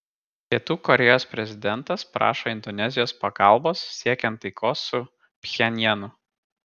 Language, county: Lithuanian, Kaunas